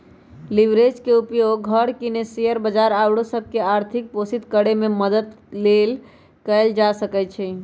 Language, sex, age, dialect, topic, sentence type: Magahi, male, 31-35, Western, banking, statement